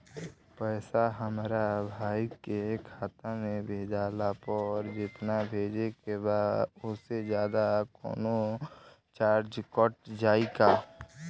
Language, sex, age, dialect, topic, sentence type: Bhojpuri, male, <18, Southern / Standard, banking, question